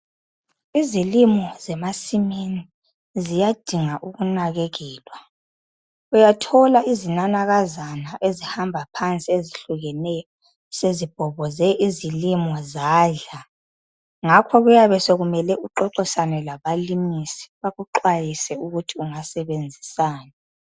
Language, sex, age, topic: North Ndebele, female, 25-35, health